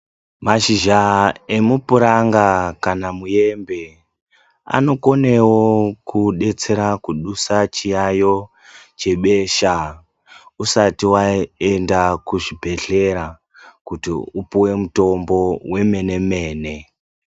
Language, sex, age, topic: Ndau, male, 36-49, health